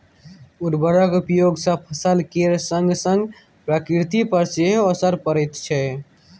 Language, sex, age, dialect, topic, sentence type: Maithili, male, 25-30, Bajjika, agriculture, statement